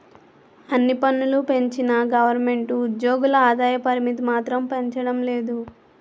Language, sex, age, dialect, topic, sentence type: Telugu, female, 18-24, Utterandhra, banking, statement